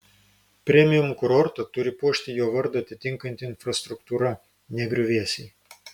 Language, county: Lithuanian, Vilnius